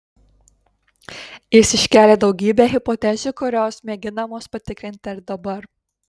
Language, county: Lithuanian, Kaunas